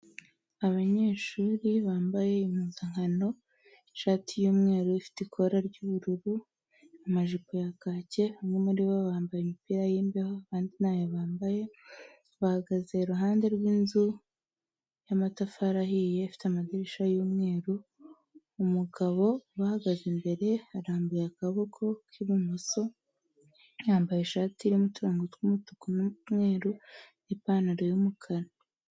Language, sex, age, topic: Kinyarwanda, female, 18-24, education